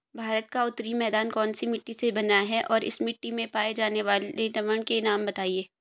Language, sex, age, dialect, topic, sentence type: Hindi, female, 25-30, Hindustani Malvi Khadi Boli, agriculture, question